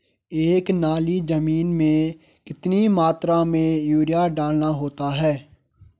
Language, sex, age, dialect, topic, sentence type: Hindi, male, 18-24, Garhwali, agriculture, question